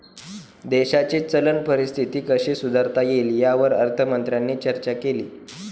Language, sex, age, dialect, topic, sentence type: Marathi, male, 18-24, Standard Marathi, banking, statement